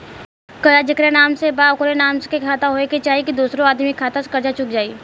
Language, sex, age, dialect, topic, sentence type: Bhojpuri, female, 18-24, Southern / Standard, banking, question